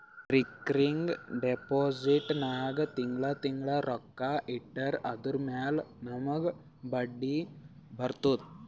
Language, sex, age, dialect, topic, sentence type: Kannada, male, 18-24, Northeastern, banking, statement